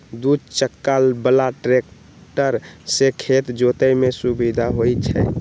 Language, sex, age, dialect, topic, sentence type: Magahi, male, 18-24, Western, agriculture, statement